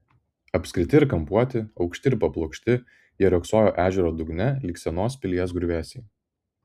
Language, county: Lithuanian, Vilnius